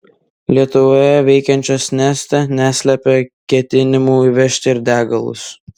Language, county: Lithuanian, Vilnius